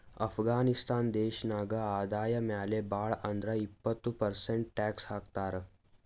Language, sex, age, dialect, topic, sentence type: Kannada, male, 18-24, Northeastern, banking, statement